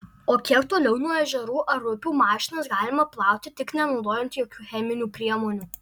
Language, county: Lithuanian, Alytus